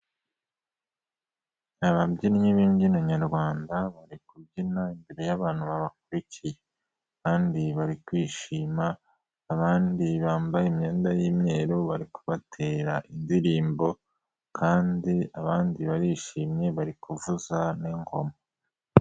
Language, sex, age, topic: Kinyarwanda, male, 18-24, government